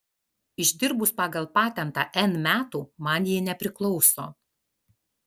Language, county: Lithuanian, Alytus